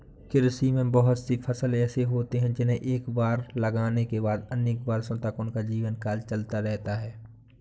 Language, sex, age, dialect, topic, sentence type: Hindi, male, 25-30, Awadhi Bundeli, agriculture, statement